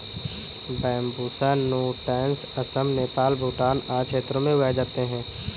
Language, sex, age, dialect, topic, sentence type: Hindi, male, 18-24, Kanauji Braj Bhasha, agriculture, statement